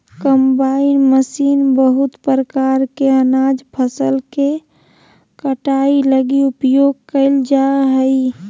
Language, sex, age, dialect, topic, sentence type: Magahi, male, 31-35, Southern, agriculture, statement